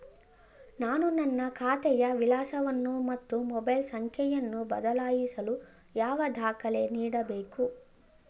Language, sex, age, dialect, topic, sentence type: Kannada, female, 25-30, Mysore Kannada, banking, question